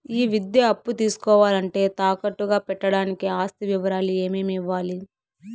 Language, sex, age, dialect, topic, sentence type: Telugu, female, 18-24, Southern, banking, question